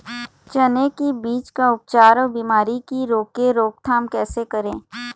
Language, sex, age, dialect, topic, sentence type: Chhattisgarhi, female, 18-24, Eastern, agriculture, question